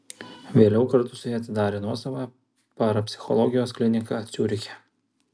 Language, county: Lithuanian, Kaunas